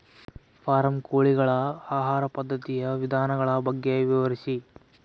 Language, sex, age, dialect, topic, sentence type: Kannada, male, 18-24, Central, agriculture, question